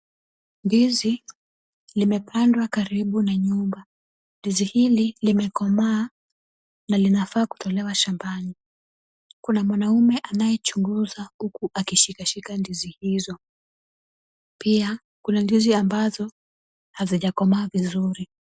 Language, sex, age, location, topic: Swahili, female, 25-35, Kisumu, agriculture